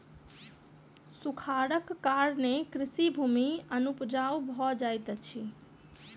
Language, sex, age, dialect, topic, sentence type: Maithili, female, 25-30, Southern/Standard, agriculture, statement